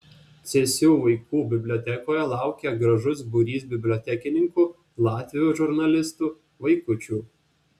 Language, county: Lithuanian, Vilnius